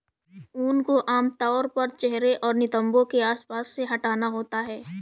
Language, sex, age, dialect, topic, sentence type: Hindi, female, 18-24, Awadhi Bundeli, agriculture, statement